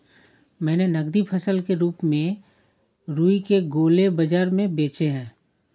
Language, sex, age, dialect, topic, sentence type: Hindi, male, 31-35, Awadhi Bundeli, agriculture, statement